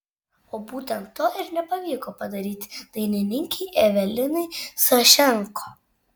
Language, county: Lithuanian, Šiauliai